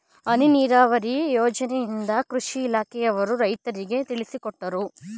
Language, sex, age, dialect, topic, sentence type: Kannada, male, 25-30, Mysore Kannada, agriculture, statement